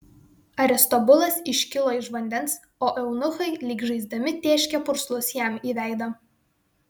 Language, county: Lithuanian, Vilnius